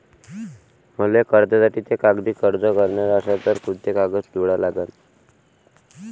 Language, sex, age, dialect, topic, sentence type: Marathi, male, 18-24, Varhadi, banking, question